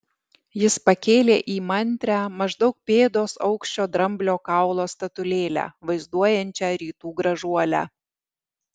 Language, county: Lithuanian, Alytus